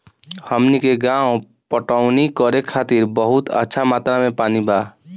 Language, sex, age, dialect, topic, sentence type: Bhojpuri, male, 18-24, Southern / Standard, agriculture, statement